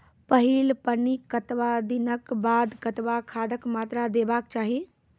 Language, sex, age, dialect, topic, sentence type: Maithili, female, 18-24, Angika, agriculture, question